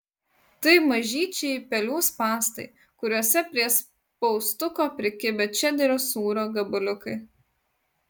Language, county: Lithuanian, Utena